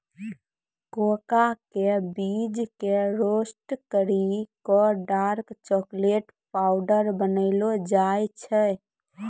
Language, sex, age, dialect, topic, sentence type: Maithili, female, 18-24, Angika, agriculture, statement